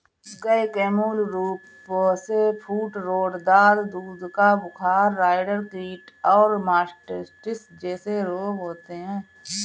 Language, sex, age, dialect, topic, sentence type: Hindi, female, 31-35, Awadhi Bundeli, agriculture, statement